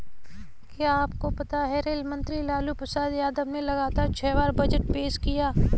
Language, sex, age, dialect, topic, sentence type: Hindi, female, 18-24, Kanauji Braj Bhasha, banking, statement